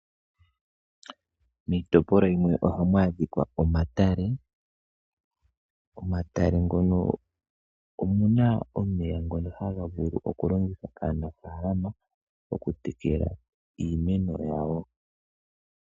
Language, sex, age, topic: Oshiwambo, male, 18-24, agriculture